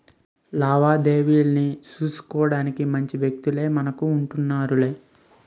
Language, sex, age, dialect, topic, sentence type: Telugu, male, 18-24, Utterandhra, banking, statement